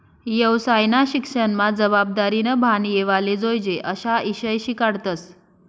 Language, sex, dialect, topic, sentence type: Marathi, female, Northern Konkan, agriculture, statement